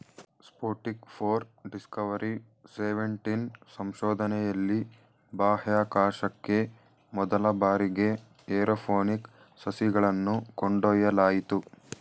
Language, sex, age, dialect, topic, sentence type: Kannada, male, 18-24, Mysore Kannada, agriculture, statement